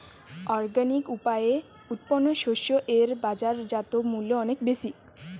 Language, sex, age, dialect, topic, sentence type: Bengali, female, 18-24, Jharkhandi, agriculture, statement